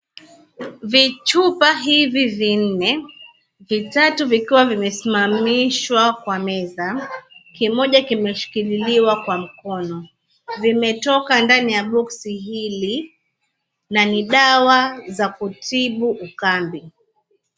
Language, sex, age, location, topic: Swahili, female, 25-35, Mombasa, health